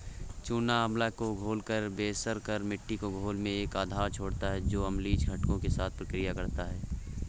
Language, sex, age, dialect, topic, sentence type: Hindi, male, 18-24, Awadhi Bundeli, agriculture, statement